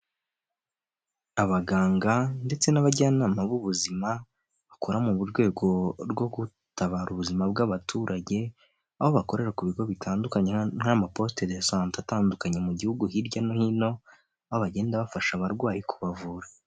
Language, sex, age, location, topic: Kinyarwanda, male, 18-24, Huye, health